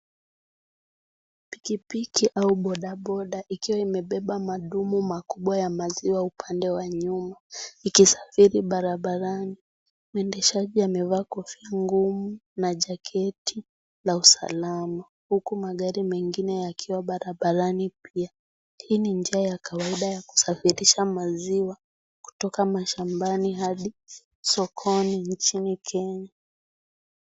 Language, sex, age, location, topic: Swahili, female, 18-24, Kisii, agriculture